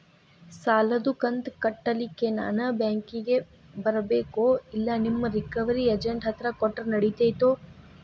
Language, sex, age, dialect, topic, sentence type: Kannada, female, 18-24, Dharwad Kannada, banking, question